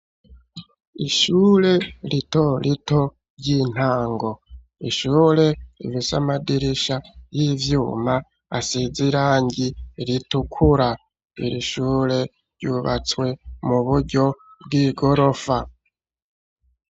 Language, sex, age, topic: Rundi, male, 36-49, education